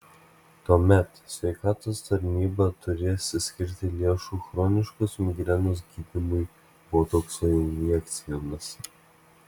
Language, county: Lithuanian, Klaipėda